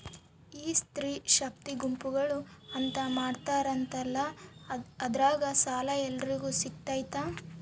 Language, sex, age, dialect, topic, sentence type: Kannada, female, 18-24, Central, banking, question